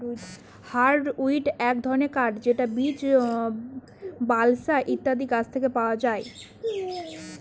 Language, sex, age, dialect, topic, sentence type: Bengali, female, 18-24, Northern/Varendri, agriculture, statement